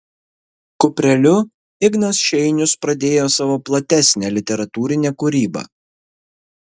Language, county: Lithuanian, Kaunas